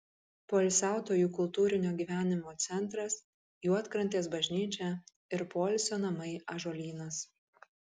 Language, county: Lithuanian, Kaunas